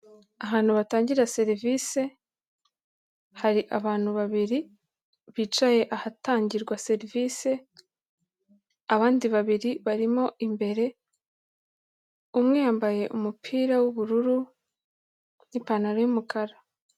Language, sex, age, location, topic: Kinyarwanda, female, 18-24, Kigali, health